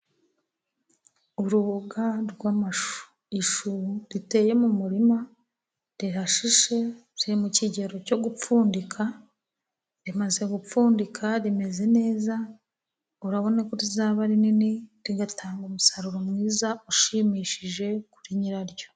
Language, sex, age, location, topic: Kinyarwanda, female, 36-49, Musanze, agriculture